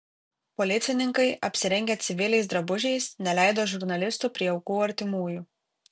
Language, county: Lithuanian, Kaunas